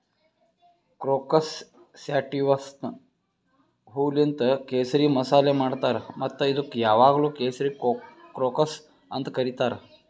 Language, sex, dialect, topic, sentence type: Kannada, male, Northeastern, agriculture, statement